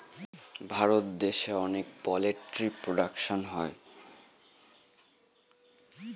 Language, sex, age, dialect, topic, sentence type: Bengali, male, 18-24, Northern/Varendri, agriculture, statement